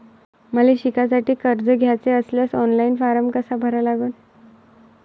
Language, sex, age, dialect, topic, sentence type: Marathi, female, 31-35, Varhadi, banking, question